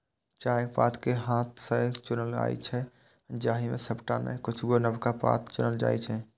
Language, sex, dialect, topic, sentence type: Maithili, male, Eastern / Thethi, agriculture, statement